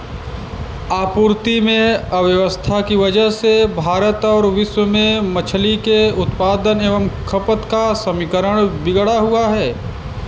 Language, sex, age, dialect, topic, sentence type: Hindi, male, 25-30, Kanauji Braj Bhasha, agriculture, statement